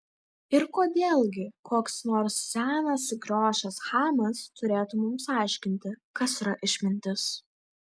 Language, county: Lithuanian, Vilnius